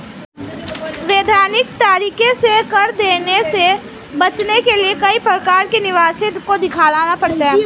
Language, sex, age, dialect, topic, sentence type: Hindi, female, 18-24, Marwari Dhudhari, banking, statement